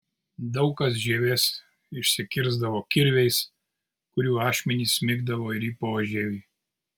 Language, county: Lithuanian, Kaunas